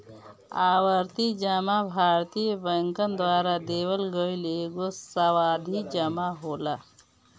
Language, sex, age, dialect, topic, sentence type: Bhojpuri, female, 36-40, Northern, banking, statement